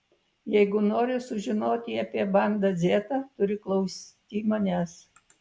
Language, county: Lithuanian, Vilnius